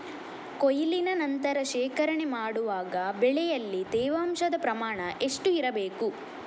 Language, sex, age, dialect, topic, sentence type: Kannada, male, 36-40, Coastal/Dakshin, agriculture, question